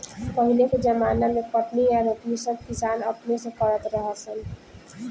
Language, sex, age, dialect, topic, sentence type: Bhojpuri, female, 18-24, Southern / Standard, agriculture, statement